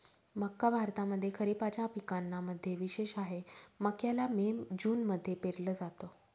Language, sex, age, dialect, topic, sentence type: Marathi, female, 36-40, Northern Konkan, agriculture, statement